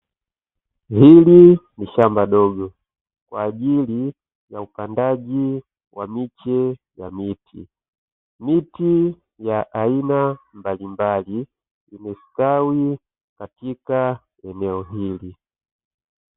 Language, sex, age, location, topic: Swahili, male, 25-35, Dar es Salaam, agriculture